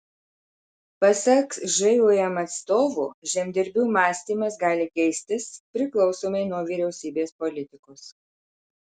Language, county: Lithuanian, Marijampolė